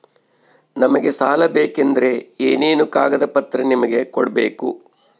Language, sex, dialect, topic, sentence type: Kannada, male, Central, banking, question